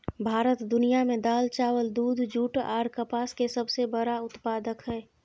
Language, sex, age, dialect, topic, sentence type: Maithili, female, 25-30, Bajjika, agriculture, statement